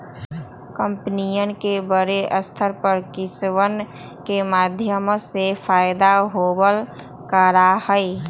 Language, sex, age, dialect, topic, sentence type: Magahi, female, 18-24, Western, banking, statement